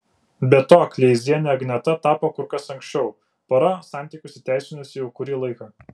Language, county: Lithuanian, Vilnius